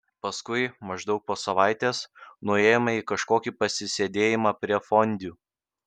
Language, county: Lithuanian, Kaunas